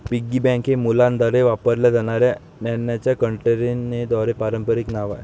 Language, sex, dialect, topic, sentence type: Marathi, male, Varhadi, banking, statement